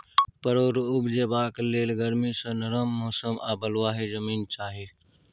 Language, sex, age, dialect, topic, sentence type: Maithili, male, 31-35, Bajjika, agriculture, statement